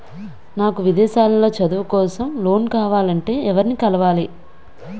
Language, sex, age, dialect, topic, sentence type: Telugu, female, 25-30, Utterandhra, banking, question